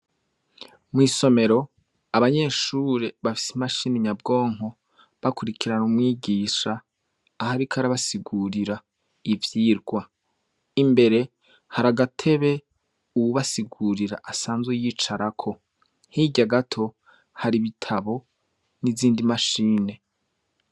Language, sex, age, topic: Rundi, male, 25-35, education